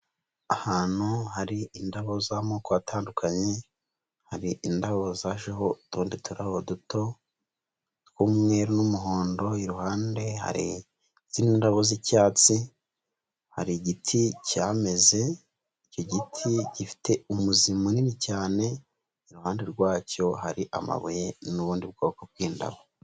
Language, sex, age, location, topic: Kinyarwanda, female, 25-35, Huye, agriculture